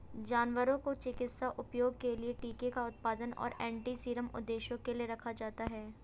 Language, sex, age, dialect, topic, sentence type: Hindi, female, 25-30, Hindustani Malvi Khadi Boli, agriculture, statement